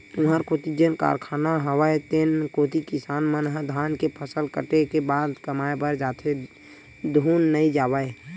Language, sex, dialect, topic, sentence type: Chhattisgarhi, male, Western/Budati/Khatahi, agriculture, statement